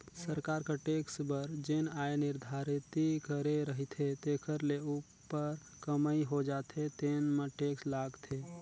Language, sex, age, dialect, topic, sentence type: Chhattisgarhi, male, 36-40, Northern/Bhandar, banking, statement